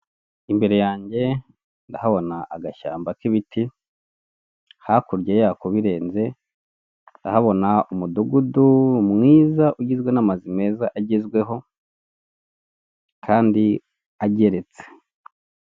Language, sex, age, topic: Kinyarwanda, male, 25-35, government